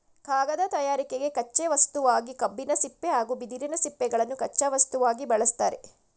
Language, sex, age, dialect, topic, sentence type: Kannada, female, 56-60, Mysore Kannada, agriculture, statement